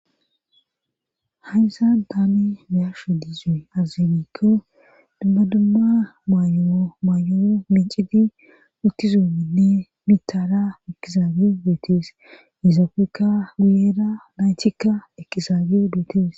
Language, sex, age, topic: Gamo, female, 25-35, government